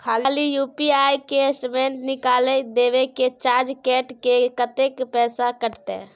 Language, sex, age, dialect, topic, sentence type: Maithili, female, 18-24, Bajjika, banking, question